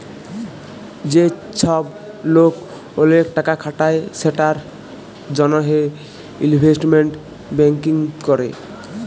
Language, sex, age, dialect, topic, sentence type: Bengali, male, 18-24, Jharkhandi, banking, statement